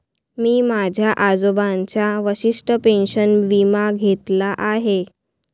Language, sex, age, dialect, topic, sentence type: Marathi, female, 18-24, Varhadi, banking, statement